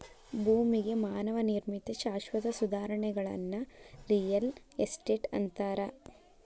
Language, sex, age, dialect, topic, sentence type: Kannada, female, 18-24, Dharwad Kannada, banking, statement